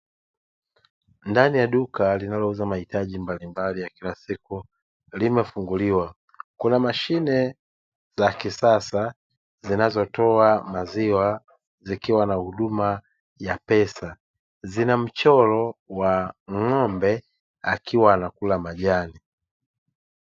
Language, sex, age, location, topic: Swahili, male, 18-24, Dar es Salaam, finance